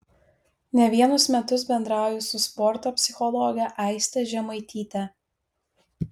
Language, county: Lithuanian, Vilnius